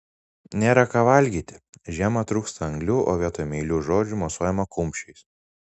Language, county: Lithuanian, Marijampolė